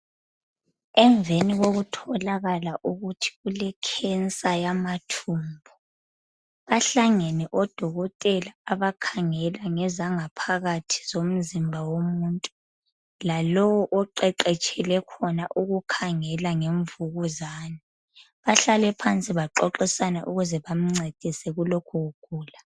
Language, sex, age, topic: North Ndebele, female, 25-35, health